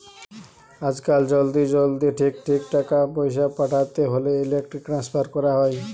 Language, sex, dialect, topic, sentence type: Bengali, male, Western, banking, statement